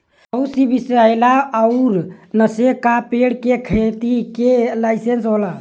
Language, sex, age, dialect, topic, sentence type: Bhojpuri, male, 18-24, Western, agriculture, statement